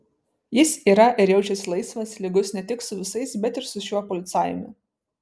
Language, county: Lithuanian, Vilnius